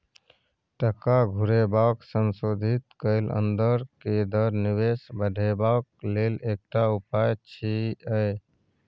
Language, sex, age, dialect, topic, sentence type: Maithili, male, 46-50, Bajjika, banking, statement